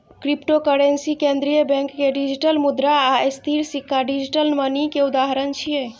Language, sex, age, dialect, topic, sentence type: Maithili, female, 25-30, Eastern / Thethi, banking, statement